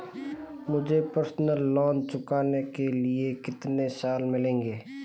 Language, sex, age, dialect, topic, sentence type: Hindi, male, 25-30, Marwari Dhudhari, banking, question